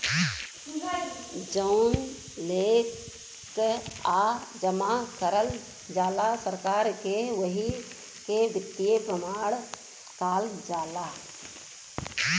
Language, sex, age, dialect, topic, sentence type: Bhojpuri, female, 18-24, Western, banking, statement